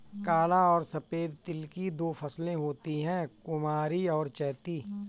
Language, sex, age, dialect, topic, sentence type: Hindi, male, 41-45, Kanauji Braj Bhasha, agriculture, statement